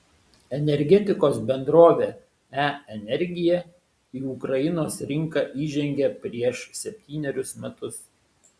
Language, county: Lithuanian, Šiauliai